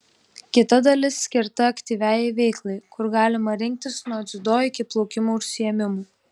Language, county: Lithuanian, Telšiai